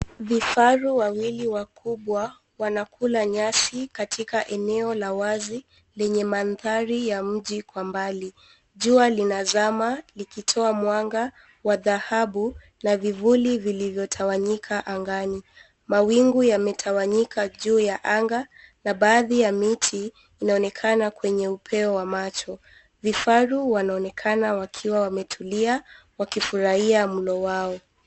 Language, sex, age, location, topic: Swahili, female, 18-24, Nairobi, government